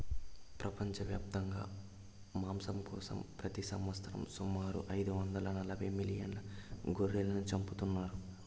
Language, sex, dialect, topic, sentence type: Telugu, male, Southern, agriculture, statement